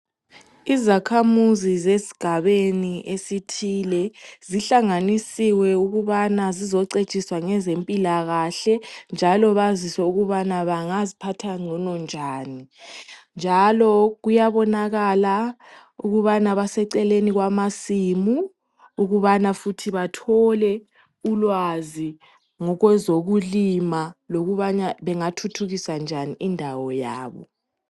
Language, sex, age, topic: North Ndebele, female, 18-24, health